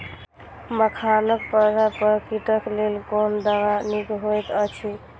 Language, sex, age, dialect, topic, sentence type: Maithili, male, 25-30, Eastern / Thethi, agriculture, question